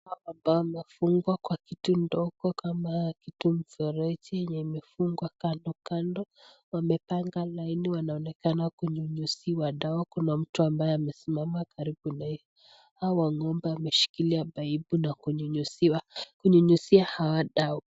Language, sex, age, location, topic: Swahili, female, 18-24, Nakuru, agriculture